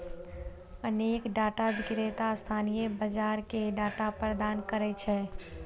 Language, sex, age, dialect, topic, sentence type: Maithili, female, 25-30, Eastern / Thethi, banking, statement